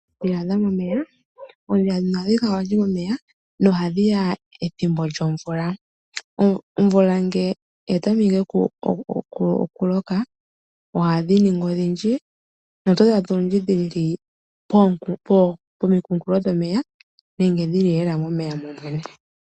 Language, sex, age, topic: Oshiwambo, female, 25-35, agriculture